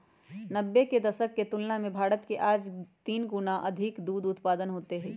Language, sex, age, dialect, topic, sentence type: Magahi, female, 31-35, Western, agriculture, statement